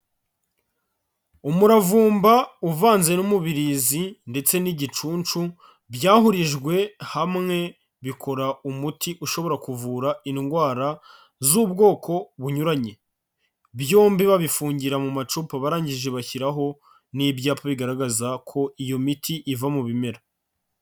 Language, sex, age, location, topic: Kinyarwanda, male, 25-35, Kigali, health